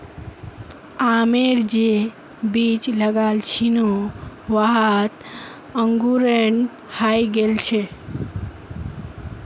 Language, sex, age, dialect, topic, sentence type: Magahi, female, 18-24, Northeastern/Surjapuri, agriculture, statement